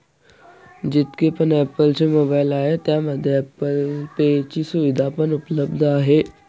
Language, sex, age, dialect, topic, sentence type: Marathi, male, 18-24, Northern Konkan, banking, statement